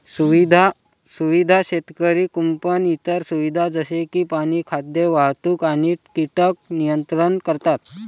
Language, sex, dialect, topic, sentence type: Marathi, male, Varhadi, agriculture, statement